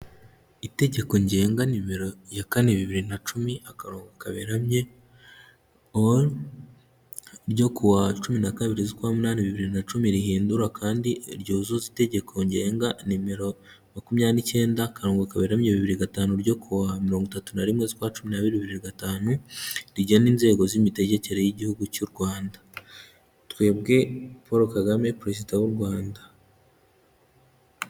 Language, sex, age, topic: Kinyarwanda, male, 18-24, government